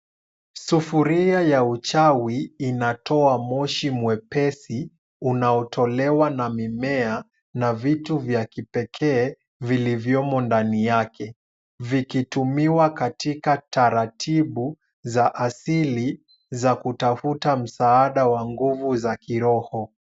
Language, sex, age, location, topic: Swahili, male, 18-24, Kisumu, health